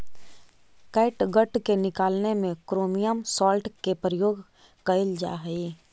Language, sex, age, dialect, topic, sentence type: Magahi, female, 18-24, Central/Standard, agriculture, statement